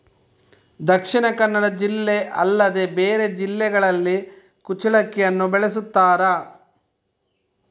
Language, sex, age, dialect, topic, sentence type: Kannada, male, 25-30, Coastal/Dakshin, agriculture, question